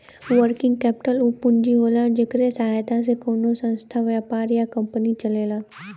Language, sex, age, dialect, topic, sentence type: Bhojpuri, female, 18-24, Western, banking, statement